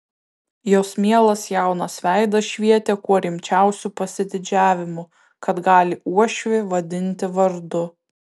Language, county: Lithuanian, Kaunas